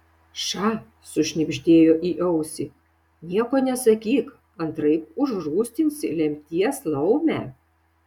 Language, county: Lithuanian, Šiauliai